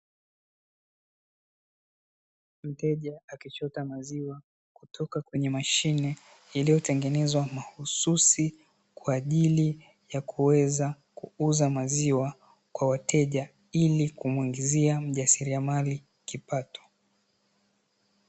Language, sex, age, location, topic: Swahili, male, 18-24, Dar es Salaam, finance